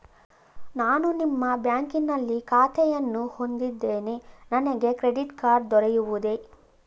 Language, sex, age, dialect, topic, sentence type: Kannada, female, 25-30, Mysore Kannada, banking, question